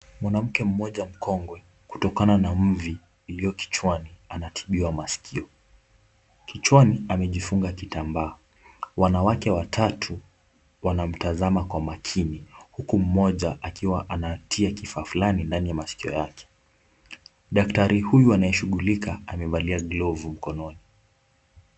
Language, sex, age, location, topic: Swahili, male, 18-24, Kisumu, health